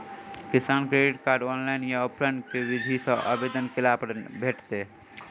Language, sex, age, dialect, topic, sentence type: Maithili, male, 18-24, Southern/Standard, banking, question